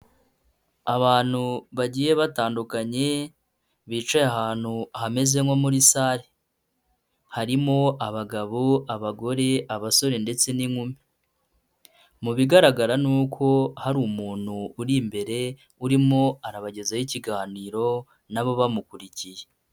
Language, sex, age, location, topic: Kinyarwanda, female, 25-35, Huye, health